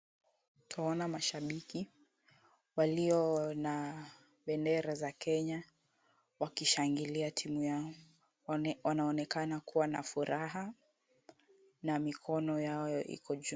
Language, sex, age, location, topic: Swahili, female, 50+, Kisumu, government